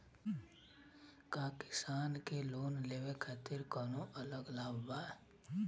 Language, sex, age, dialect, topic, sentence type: Bhojpuri, male, 31-35, Western, agriculture, statement